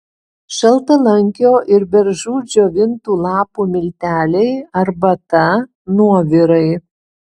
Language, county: Lithuanian, Utena